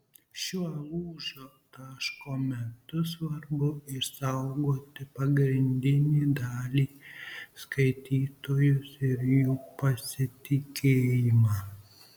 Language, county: Lithuanian, Marijampolė